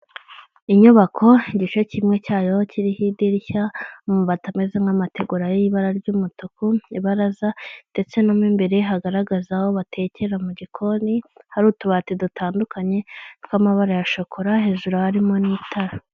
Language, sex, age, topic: Kinyarwanda, female, 25-35, finance